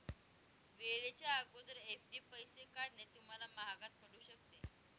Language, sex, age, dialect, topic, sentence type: Marathi, female, 18-24, Northern Konkan, banking, statement